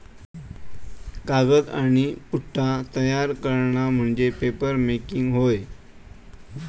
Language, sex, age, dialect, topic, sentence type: Marathi, male, 18-24, Southern Konkan, agriculture, statement